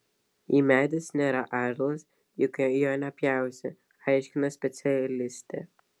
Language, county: Lithuanian, Vilnius